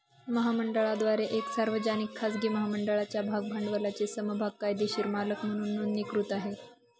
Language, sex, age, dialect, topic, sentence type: Marathi, female, 18-24, Northern Konkan, banking, statement